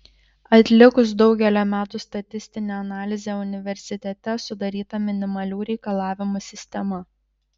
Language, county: Lithuanian, Šiauliai